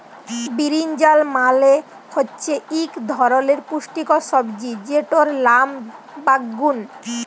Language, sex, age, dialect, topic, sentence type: Bengali, female, 18-24, Jharkhandi, agriculture, statement